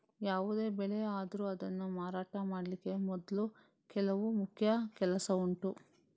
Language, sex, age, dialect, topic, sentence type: Kannada, female, 31-35, Coastal/Dakshin, agriculture, statement